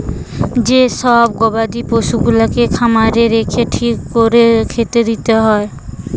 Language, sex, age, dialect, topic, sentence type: Bengali, female, 18-24, Western, agriculture, statement